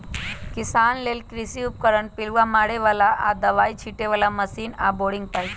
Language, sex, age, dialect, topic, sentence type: Magahi, male, 18-24, Western, agriculture, statement